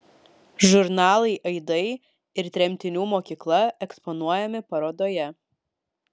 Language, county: Lithuanian, Vilnius